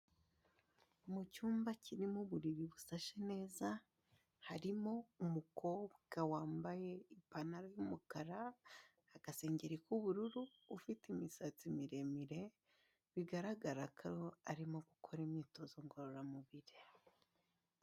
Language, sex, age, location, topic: Kinyarwanda, female, 25-35, Kigali, health